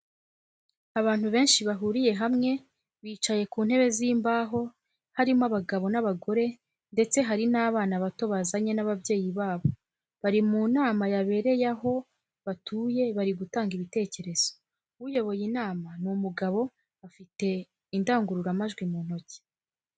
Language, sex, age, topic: Kinyarwanda, female, 25-35, education